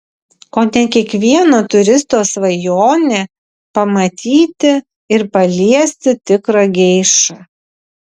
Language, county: Lithuanian, Vilnius